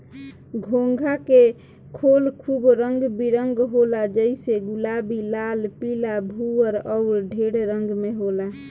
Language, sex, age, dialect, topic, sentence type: Bhojpuri, female, 25-30, Southern / Standard, agriculture, statement